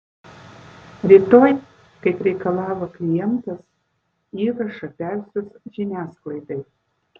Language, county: Lithuanian, Vilnius